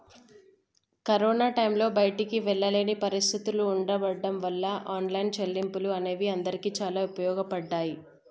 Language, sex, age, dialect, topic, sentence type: Telugu, female, 25-30, Telangana, banking, statement